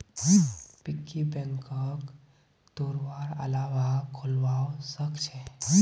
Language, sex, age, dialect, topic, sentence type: Magahi, male, 18-24, Northeastern/Surjapuri, banking, statement